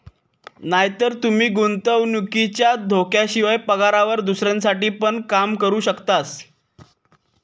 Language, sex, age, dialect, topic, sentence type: Marathi, female, 25-30, Southern Konkan, banking, statement